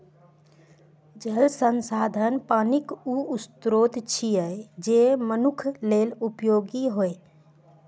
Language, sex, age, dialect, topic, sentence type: Maithili, female, 31-35, Eastern / Thethi, agriculture, statement